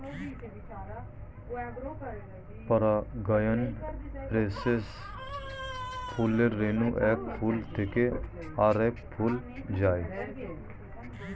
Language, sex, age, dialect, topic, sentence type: Bengali, male, 36-40, Standard Colloquial, agriculture, statement